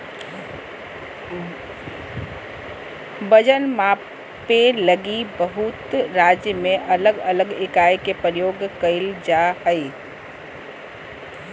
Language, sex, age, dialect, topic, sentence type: Magahi, female, 46-50, Southern, agriculture, statement